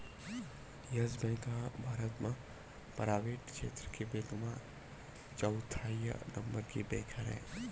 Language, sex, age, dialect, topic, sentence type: Chhattisgarhi, male, 18-24, Western/Budati/Khatahi, banking, statement